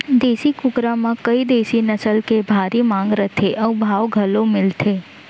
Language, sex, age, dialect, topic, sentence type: Chhattisgarhi, female, 18-24, Central, agriculture, statement